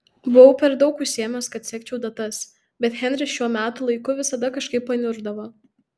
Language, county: Lithuanian, Tauragė